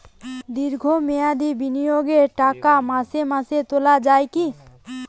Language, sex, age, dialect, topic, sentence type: Bengali, female, 18-24, Western, banking, question